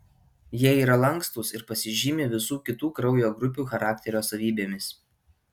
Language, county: Lithuanian, Alytus